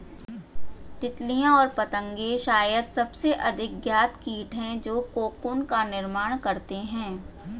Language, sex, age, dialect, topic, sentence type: Hindi, female, 41-45, Hindustani Malvi Khadi Boli, agriculture, statement